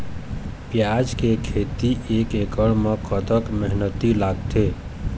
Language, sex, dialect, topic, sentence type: Chhattisgarhi, male, Eastern, agriculture, question